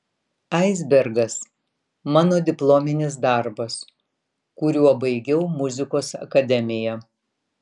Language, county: Lithuanian, Vilnius